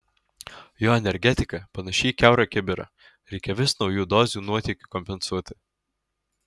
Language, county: Lithuanian, Alytus